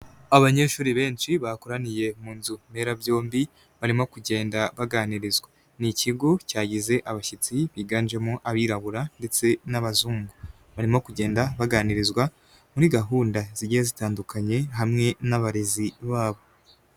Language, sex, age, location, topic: Kinyarwanda, male, 18-24, Nyagatare, education